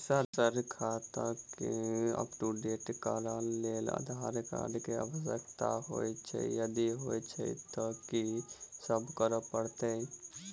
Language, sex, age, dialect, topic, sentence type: Maithili, male, 18-24, Southern/Standard, banking, question